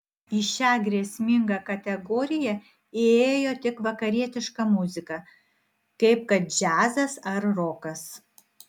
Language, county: Lithuanian, Vilnius